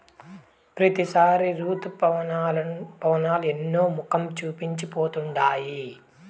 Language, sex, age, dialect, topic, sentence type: Telugu, male, 18-24, Southern, agriculture, statement